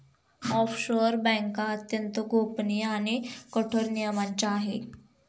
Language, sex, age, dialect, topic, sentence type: Marathi, female, 31-35, Standard Marathi, banking, statement